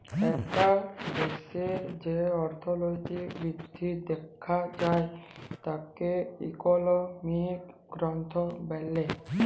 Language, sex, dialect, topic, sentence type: Bengali, male, Jharkhandi, banking, statement